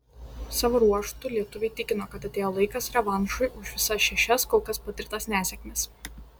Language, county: Lithuanian, Šiauliai